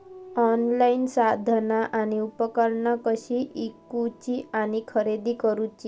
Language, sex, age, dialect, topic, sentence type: Marathi, female, 18-24, Southern Konkan, agriculture, question